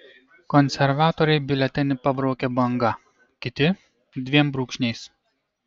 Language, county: Lithuanian, Kaunas